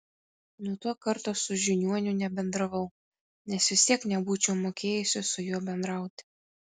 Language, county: Lithuanian, Kaunas